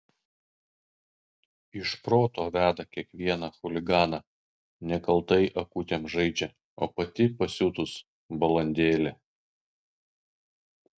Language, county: Lithuanian, Kaunas